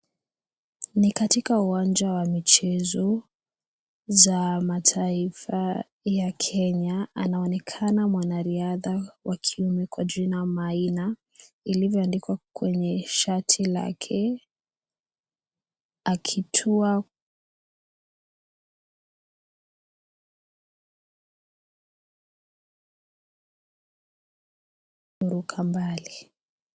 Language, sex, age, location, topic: Swahili, female, 18-24, Kisii, government